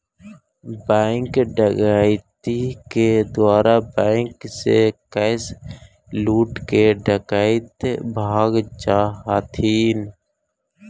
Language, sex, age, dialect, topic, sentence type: Magahi, male, 18-24, Central/Standard, banking, statement